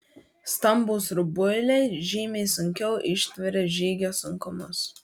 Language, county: Lithuanian, Vilnius